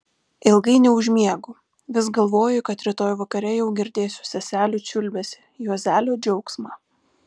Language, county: Lithuanian, Vilnius